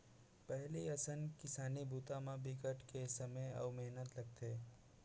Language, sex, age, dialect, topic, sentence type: Chhattisgarhi, male, 56-60, Central, agriculture, statement